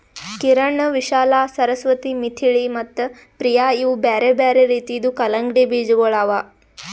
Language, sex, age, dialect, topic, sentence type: Kannada, female, 18-24, Northeastern, agriculture, statement